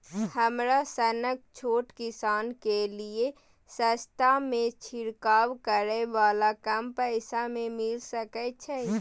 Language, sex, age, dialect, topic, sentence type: Maithili, female, 18-24, Bajjika, agriculture, question